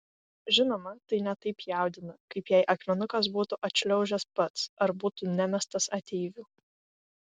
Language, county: Lithuanian, Vilnius